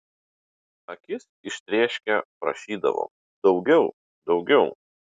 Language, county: Lithuanian, Utena